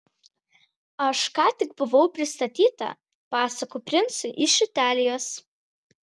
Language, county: Lithuanian, Vilnius